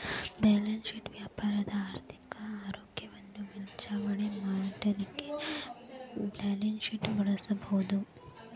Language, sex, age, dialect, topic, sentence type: Kannada, female, 18-24, Dharwad Kannada, banking, statement